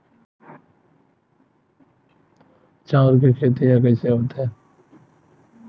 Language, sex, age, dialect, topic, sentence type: Chhattisgarhi, male, 25-30, Western/Budati/Khatahi, agriculture, question